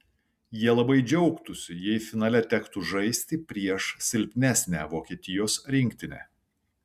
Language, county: Lithuanian, Šiauliai